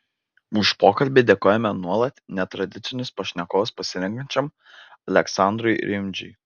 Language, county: Lithuanian, Vilnius